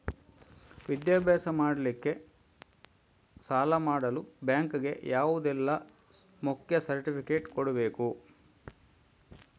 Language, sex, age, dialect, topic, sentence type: Kannada, male, 56-60, Coastal/Dakshin, banking, question